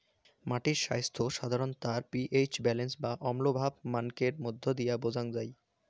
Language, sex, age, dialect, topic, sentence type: Bengali, male, 18-24, Rajbangshi, agriculture, statement